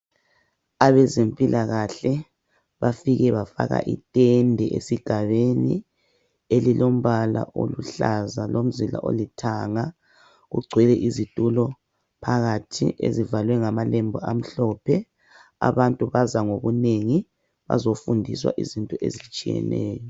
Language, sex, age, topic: North Ndebele, female, 36-49, health